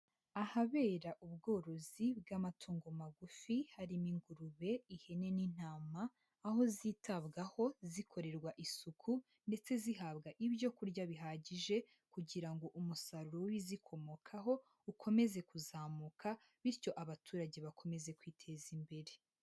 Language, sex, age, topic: Kinyarwanda, female, 25-35, agriculture